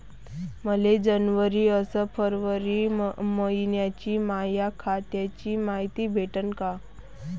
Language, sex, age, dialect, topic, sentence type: Marathi, male, 31-35, Varhadi, banking, question